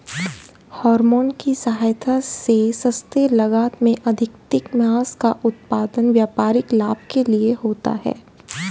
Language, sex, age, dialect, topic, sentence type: Hindi, female, 18-24, Hindustani Malvi Khadi Boli, agriculture, statement